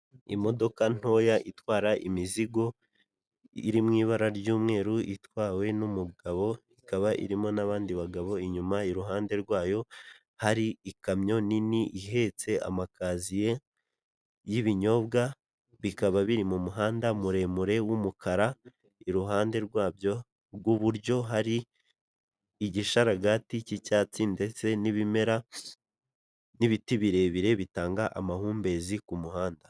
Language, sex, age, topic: Kinyarwanda, male, 18-24, government